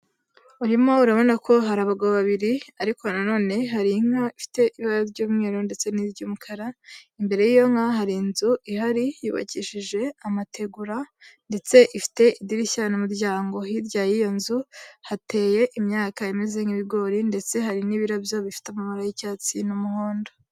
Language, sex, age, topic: Kinyarwanda, female, 18-24, agriculture